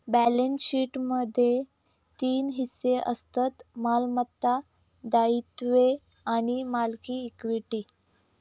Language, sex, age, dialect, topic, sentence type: Marathi, female, 18-24, Southern Konkan, banking, statement